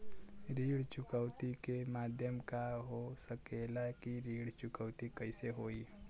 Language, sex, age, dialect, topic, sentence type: Bhojpuri, female, 18-24, Western, banking, question